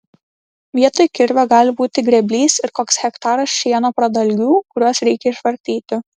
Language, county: Lithuanian, Klaipėda